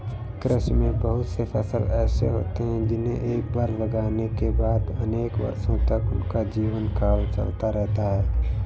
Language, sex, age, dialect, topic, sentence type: Hindi, male, 18-24, Awadhi Bundeli, agriculture, statement